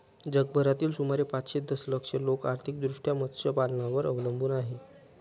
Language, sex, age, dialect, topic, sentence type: Marathi, male, 31-35, Northern Konkan, agriculture, statement